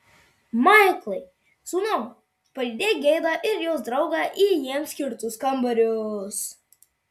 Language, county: Lithuanian, Marijampolė